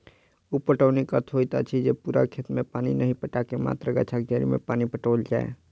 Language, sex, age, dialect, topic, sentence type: Maithili, male, 36-40, Southern/Standard, agriculture, statement